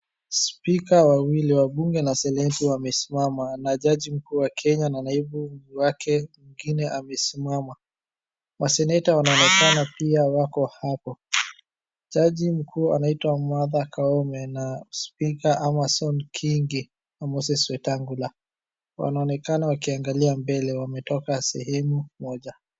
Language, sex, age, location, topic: Swahili, male, 36-49, Wajir, government